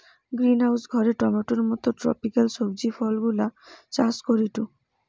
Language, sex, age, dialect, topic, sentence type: Bengali, female, 18-24, Western, agriculture, statement